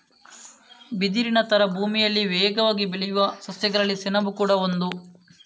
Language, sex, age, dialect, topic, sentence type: Kannada, male, 18-24, Coastal/Dakshin, agriculture, statement